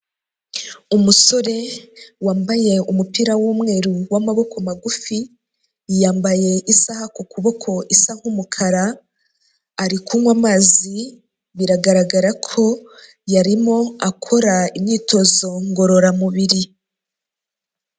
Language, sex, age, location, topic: Kinyarwanda, female, 25-35, Huye, health